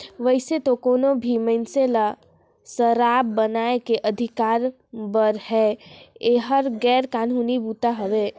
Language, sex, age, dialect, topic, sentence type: Chhattisgarhi, male, 56-60, Northern/Bhandar, agriculture, statement